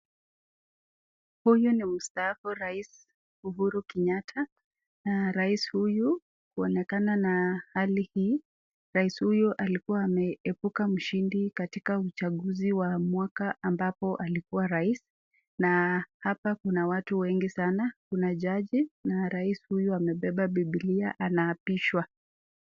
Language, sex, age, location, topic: Swahili, female, 36-49, Nakuru, government